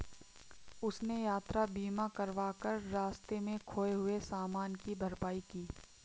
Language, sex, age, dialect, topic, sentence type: Hindi, female, 60-100, Marwari Dhudhari, banking, statement